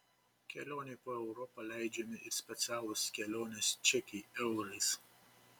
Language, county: Lithuanian, Panevėžys